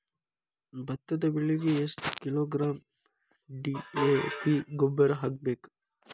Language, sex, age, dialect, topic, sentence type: Kannada, male, 18-24, Dharwad Kannada, agriculture, question